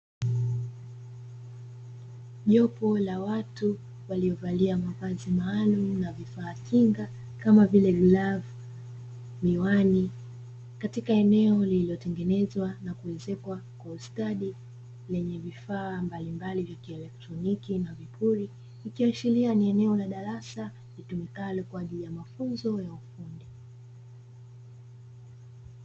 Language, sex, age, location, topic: Swahili, female, 25-35, Dar es Salaam, education